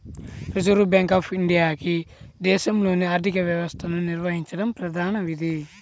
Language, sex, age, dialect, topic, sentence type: Telugu, male, 18-24, Central/Coastal, banking, statement